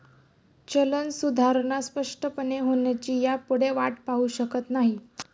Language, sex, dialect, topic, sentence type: Marathi, female, Standard Marathi, banking, statement